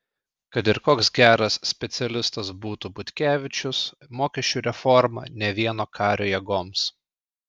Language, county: Lithuanian, Klaipėda